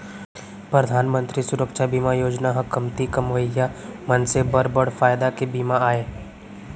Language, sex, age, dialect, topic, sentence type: Chhattisgarhi, male, 18-24, Central, banking, statement